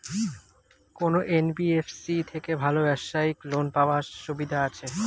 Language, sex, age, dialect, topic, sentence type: Bengali, male, 25-30, Standard Colloquial, banking, question